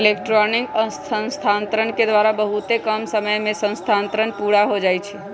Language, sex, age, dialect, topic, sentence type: Magahi, female, 25-30, Western, banking, statement